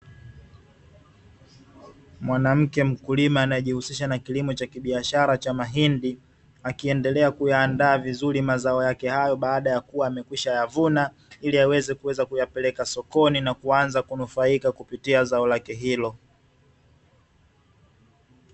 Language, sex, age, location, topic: Swahili, male, 25-35, Dar es Salaam, agriculture